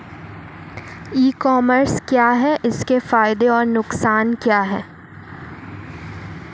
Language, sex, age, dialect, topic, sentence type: Hindi, female, 18-24, Marwari Dhudhari, agriculture, question